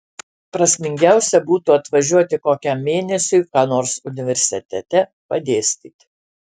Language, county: Lithuanian, Alytus